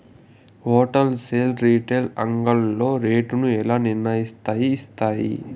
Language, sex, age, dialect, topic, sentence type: Telugu, male, 18-24, Southern, agriculture, question